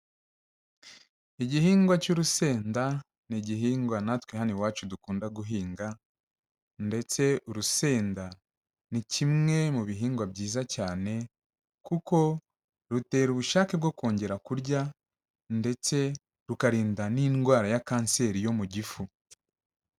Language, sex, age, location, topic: Kinyarwanda, male, 36-49, Kigali, agriculture